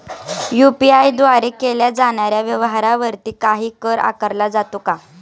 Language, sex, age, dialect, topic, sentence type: Marathi, male, 41-45, Standard Marathi, banking, question